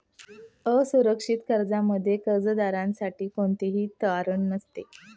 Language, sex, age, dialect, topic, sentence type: Marathi, female, 36-40, Standard Marathi, banking, statement